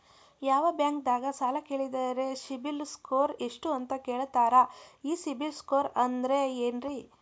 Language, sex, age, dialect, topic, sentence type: Kannada, female, 41-45, Dharwad Kannada, banking, question